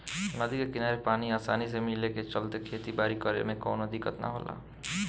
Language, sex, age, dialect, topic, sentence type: Bhojpuri, male, 18-24, Southern / Standard, agriculture, statement